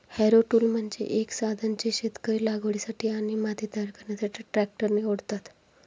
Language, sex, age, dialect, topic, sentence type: Marathi, female, 25-30, Standard Marathi, agriculture, statement